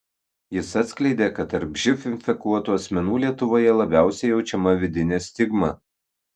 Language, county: Lithuanian, Kaunas